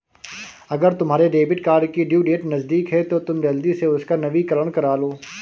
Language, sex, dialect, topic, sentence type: Hindi, male, Marwari Dhudhari, banking, statement